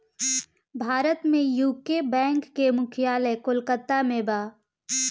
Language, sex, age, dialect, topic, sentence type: Bhojpuri, female, 18-24, Southern / Standard, banking, statement